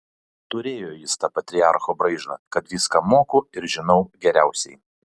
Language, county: Lithuanian, Panevėžys